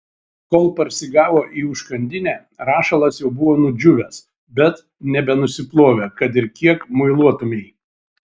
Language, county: Lithuanian, Šiauliai